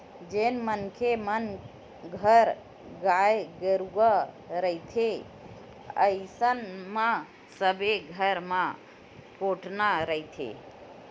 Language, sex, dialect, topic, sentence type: Chhattisgarhi, female, Western/Budati/Khatahi, agriculture, statement